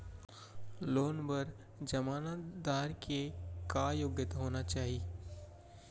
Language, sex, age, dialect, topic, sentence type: Chhattisgarhi, male, 25-30, Central, banking, question